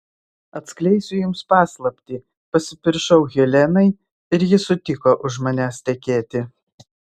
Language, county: Lithuanian, Vilnius